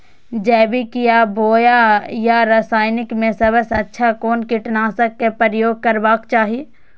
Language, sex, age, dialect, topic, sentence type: Maithili, female, 18-24, Eastern / Thethi, agriculture, question